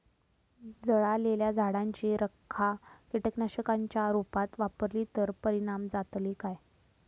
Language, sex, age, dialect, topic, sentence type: Marathi, female, 18-24, Southern Konkan, agriculture, question